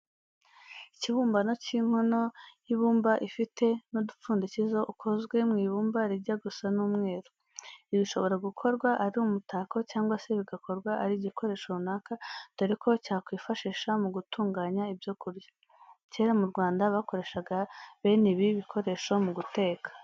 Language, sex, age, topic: Kinyarwanda, female, 18-24, education